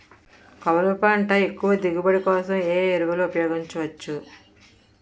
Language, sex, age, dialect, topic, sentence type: Telugu, female, 18-24, Utterandhra, agriculture, question